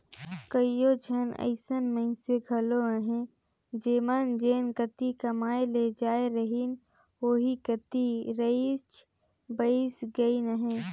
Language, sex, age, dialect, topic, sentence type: Chhattisgarhi, female, 25-30, Northern/Bhandar, agriculture, statement